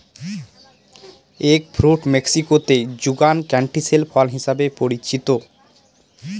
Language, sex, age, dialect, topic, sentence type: Bengali, male, 18-24, Northern/Varendri, agriculture, statement